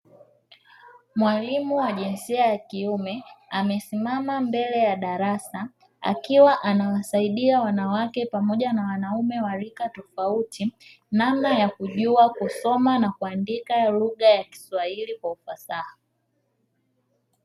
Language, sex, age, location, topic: Swahili, female, 25-35, Dar es Salaam, education